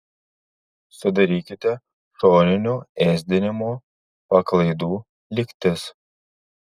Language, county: Lithuanian, Marijampolė